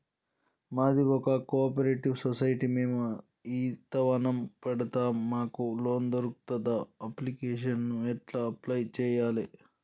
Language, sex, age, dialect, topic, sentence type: Telugu, male, 36-40, Telangana, banking, question